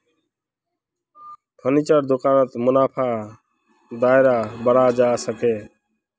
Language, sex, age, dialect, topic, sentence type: Magahi, male, 36-40, Northeastern/Surjapuri, banking, statement